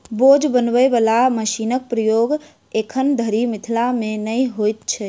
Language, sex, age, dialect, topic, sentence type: Maithili, female, 41-45, Southern/Standard, agriculture, statement